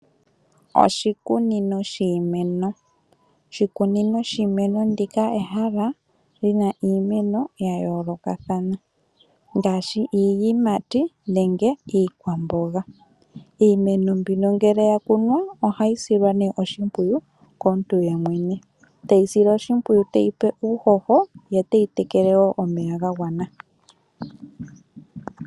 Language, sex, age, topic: Oshiwambo, female, 18-24, agriculture